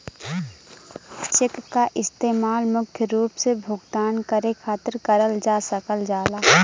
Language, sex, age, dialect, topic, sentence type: Bhojpuri, female, 18-24, Western, banking, statement